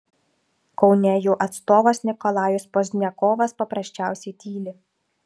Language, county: Lithuanian, Šiauliai